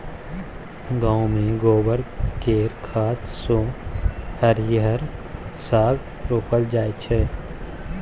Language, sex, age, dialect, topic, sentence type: Maithili, male, 18-24, Bajjika, agriculture, statement